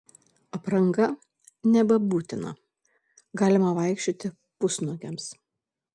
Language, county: Lithuanian, Šiauliai